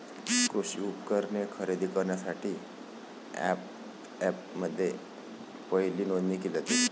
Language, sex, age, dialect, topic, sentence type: Marathi, male, 25-30, Varhadi, agriculture, statement